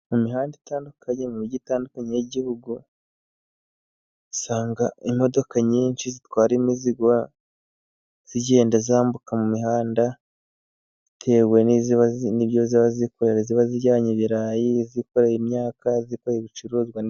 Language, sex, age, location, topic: Kinyarwanda, male, 18-24, Musanze, government